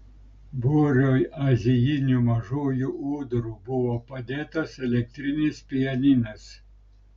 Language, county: Lithuanian, Klaipėda